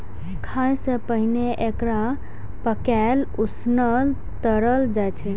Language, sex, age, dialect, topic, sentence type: Maithili, female, 18-24, Eastern / Thethi, agriculture, statement